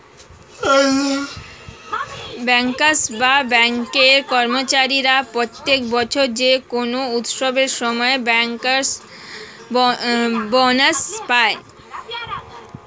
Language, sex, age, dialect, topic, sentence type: Bengali, female, 60-100, Standard Colloquial, banking, statement